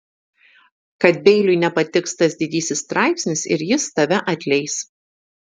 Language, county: Lithuanian, Šiauliai